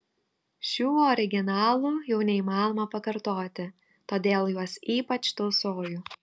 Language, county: Lithuanian, Telšiai